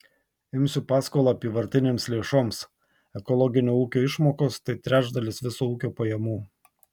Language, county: Lithuanian, Tauragė